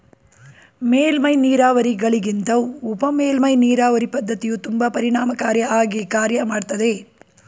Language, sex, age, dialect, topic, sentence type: Kannada, female, 36-40, Mysore Kannada, agriculture, statement